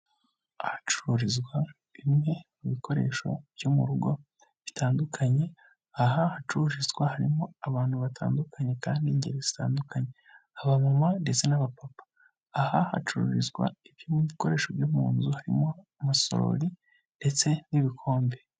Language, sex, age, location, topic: Kinyarwanda, male, 25-35, Kigali, finance